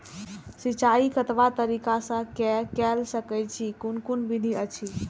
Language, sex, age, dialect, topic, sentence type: Maithili, female, 46-50, Eastern / Thethi, agriculture, question